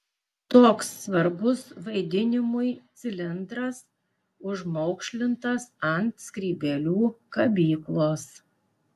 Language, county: Lithuanian, Klaipėda